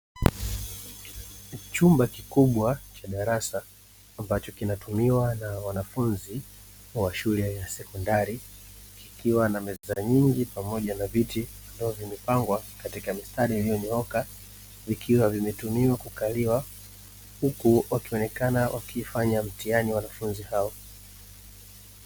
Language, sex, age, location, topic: Swahili, male, 36-49, Dar es Salaam, education